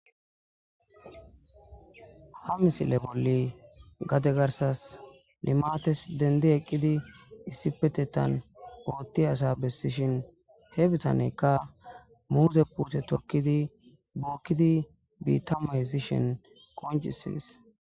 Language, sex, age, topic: Gamo, male, 18-24, agriculture